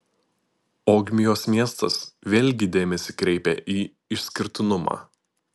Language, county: Lithuanian, Utena